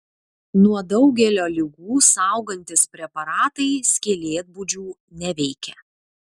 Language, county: Lithuanian, Vilnius